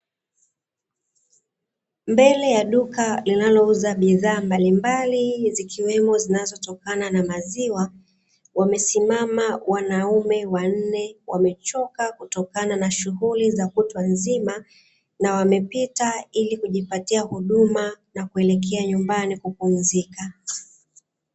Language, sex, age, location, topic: Swahili, female, 36-49, Dar es Salaam, finance